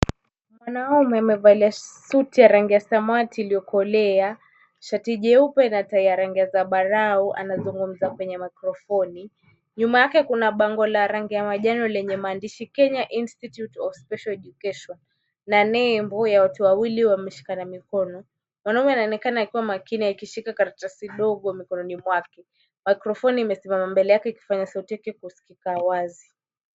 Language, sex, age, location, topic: Swahili, female, 18-24, Kisumu, education